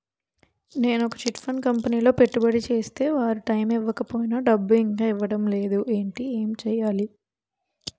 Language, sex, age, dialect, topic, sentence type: Telugu, female, 18-24, Utterandhra, banking, question